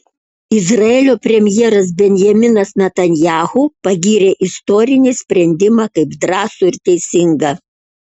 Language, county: Lithuanian, Kaunas